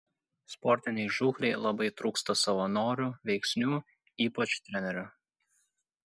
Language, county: Lithuanian, Kaunas